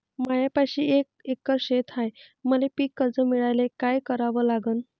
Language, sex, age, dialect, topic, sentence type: Marathi, female, 25-30, Varhadi, agriculture, question